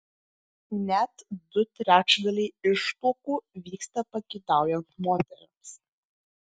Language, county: Lithuanian, Klaipėda